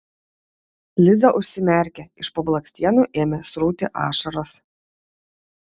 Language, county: Lithuanian, Vilnius